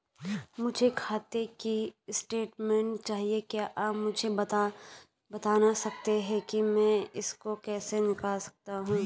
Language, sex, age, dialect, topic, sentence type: Hindi, male, 18-24, Garhwali, banking, question